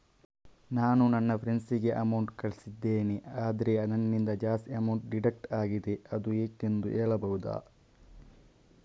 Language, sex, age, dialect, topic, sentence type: Kannada, male, 31-35, Coastal/Dakshin, banking, question